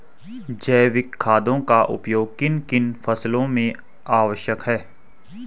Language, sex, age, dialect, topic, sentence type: Hindi, male, 18-24, Garhwali, agriculture, question